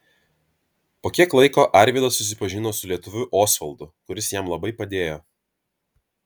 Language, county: Lithuanian, Vilnius